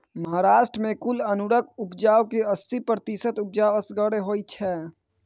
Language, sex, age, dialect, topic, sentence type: Maithili, male, 18-24, Bajjika, agriculture, statement